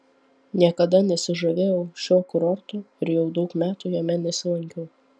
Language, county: Lithuanian, Vilnius